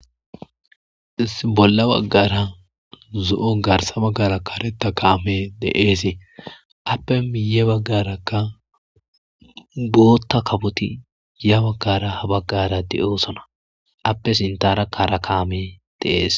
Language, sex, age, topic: Gamo, male, 25-35, agriculture